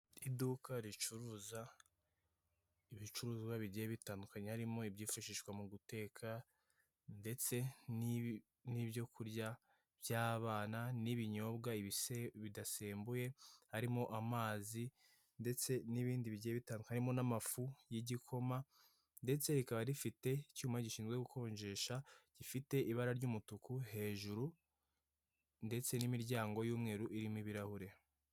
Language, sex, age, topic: Kinyarwanda, male, 18-24, finance